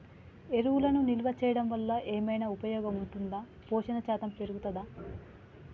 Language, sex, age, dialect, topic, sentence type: Telugu, female, 25-30, Telangana, agriculture, question